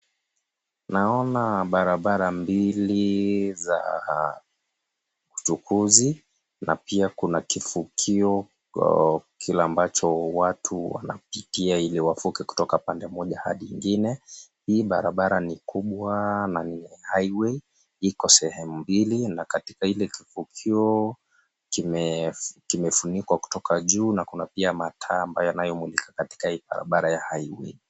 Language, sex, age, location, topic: Swahili, male, 25-35, Nairobi, government